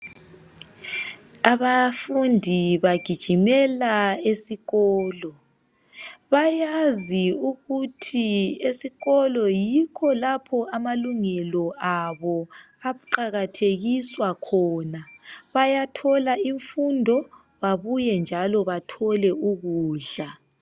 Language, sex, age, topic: North Ndebele, female, 25-35, education